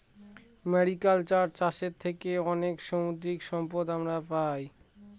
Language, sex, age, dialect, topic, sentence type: Bengali, male, 25-30, Northern/Varendri, agriculture, statement